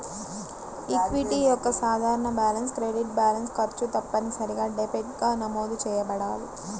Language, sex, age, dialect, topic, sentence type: Telugu, female, 25-30, Central/Coastal, banking, statement